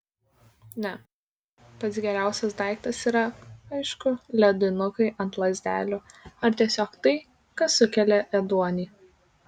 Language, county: Lithuanian, Kaunas